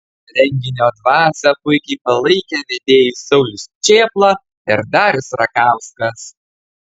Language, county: Lithuanian, Kaunas